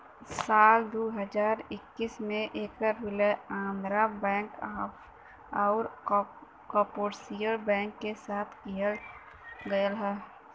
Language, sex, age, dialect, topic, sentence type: Bhojpuri, female, 18-24, Western, banking, statement